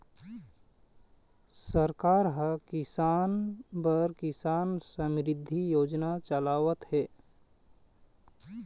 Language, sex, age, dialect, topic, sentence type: Chhattisgarhi, male, 31-35, Eastern, banking, statement